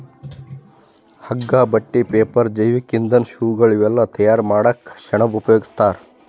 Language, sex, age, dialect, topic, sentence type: Kannada, male, 25-30, Northeastern, agriculture, statement